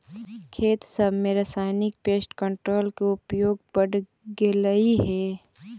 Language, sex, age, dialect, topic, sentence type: Magahi, female, 18-24, Central/Standard, agriculture, statement